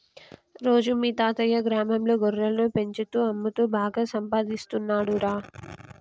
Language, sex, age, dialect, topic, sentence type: Telugu, female, 25-30, Telangana, agriculture, statement